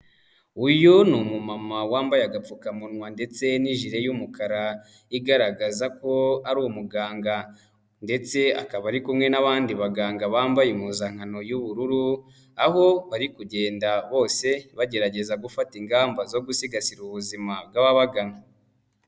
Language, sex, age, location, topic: Kinyarwanda, male, 25-35, Huye, health